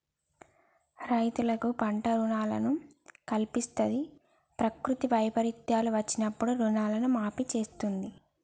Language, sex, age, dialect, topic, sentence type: Telugu, female, 25-30, Telangana, agriculture, statement